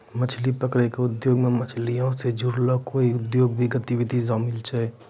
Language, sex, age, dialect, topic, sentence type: Maithili, male, 25-30, Angika, agriculture, statement